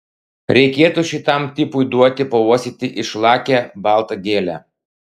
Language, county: Lithuanian, Klaipėda